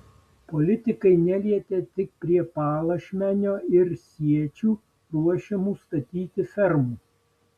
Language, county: Lithuanian, Vilnius